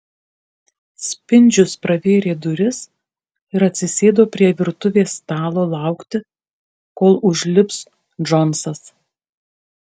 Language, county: Lithuanian, Kaunas